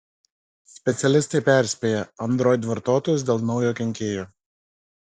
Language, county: Lithuanian, Marijampolė